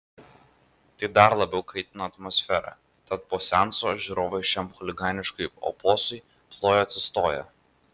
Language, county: Lithuanian, Vilnius